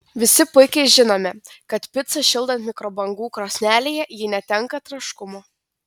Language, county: Lithuanian, Telšiai